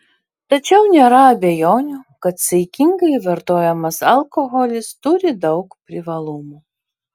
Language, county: Lithuanian, Vilnius